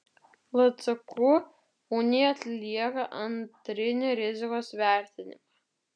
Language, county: Lithuanian, Vilnius